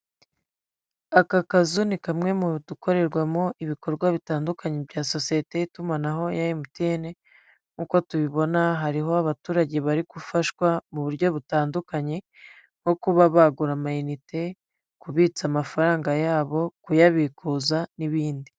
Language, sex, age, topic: Kinyarwanda, female, 25-35, finance